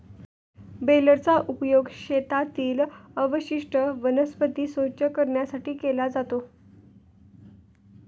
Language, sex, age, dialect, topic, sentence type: Marathi, female, 18-24, Standard Marathi, agriculture, statement